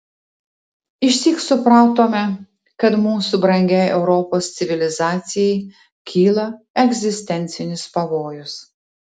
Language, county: Lithuanian, Tauragė